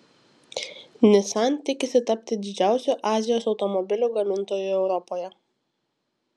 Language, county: Lithuanian, Kaunas